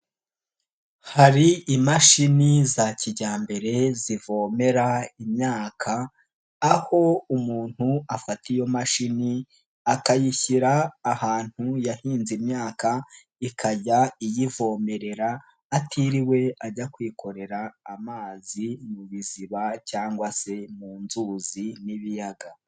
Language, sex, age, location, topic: Kinyarwanda, male, 18-24, Nyagatare, agriculture